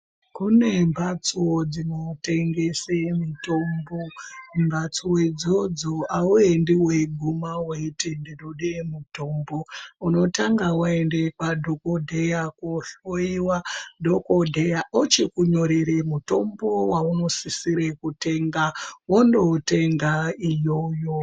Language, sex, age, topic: Ndau, female, 25-35, health